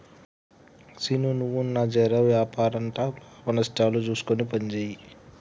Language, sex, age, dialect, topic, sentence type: Telugu, male, 18-24, Telangana, banking, statement